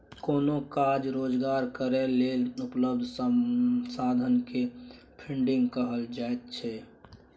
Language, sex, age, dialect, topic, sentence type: Maithili, male, 46-50, Bajjika, banking, statement